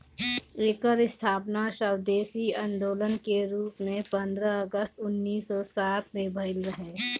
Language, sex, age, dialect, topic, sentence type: Bhojpuri, female, 25-30, Northern, banking, statement